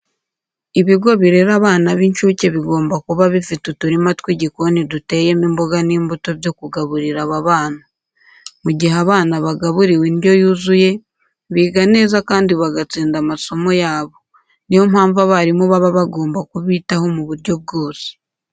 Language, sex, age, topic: Kinyarwanda, female, 25-35, education